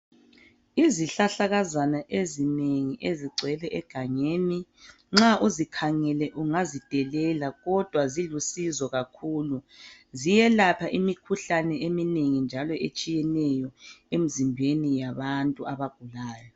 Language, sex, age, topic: North Ndebele, female, 36-49, health